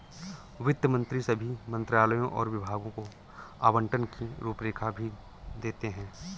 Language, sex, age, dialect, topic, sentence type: Hindi, male, 46-50, Awadhi Bundeli, banking, statement